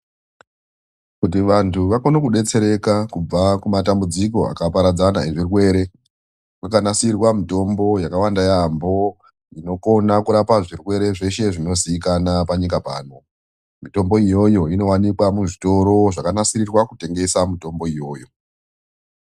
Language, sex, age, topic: Ndau, male, 36-49, health